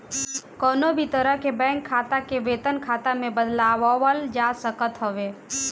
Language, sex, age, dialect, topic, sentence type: Bhojpuri, female, 18-24, Northern, banking, statement